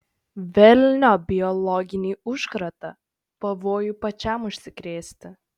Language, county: Lithuanian, Šiauliai